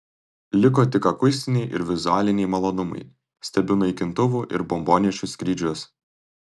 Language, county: Lithuanian, Tauragė